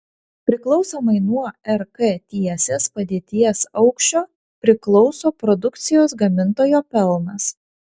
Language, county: Lithuanian, Vilnius